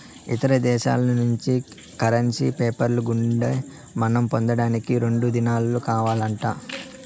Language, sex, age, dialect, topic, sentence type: Telugu, male, 18-24, Southern, banking, statement